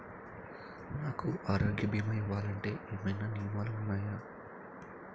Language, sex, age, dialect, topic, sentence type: Telugu, male, 18-24, Utterandhra, banking, question